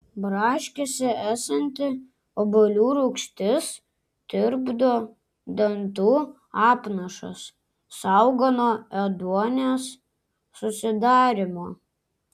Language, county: Lithuanian, Klaipėda